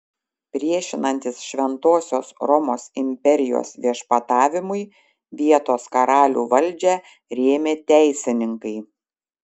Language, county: Lithuanian, Šiauliai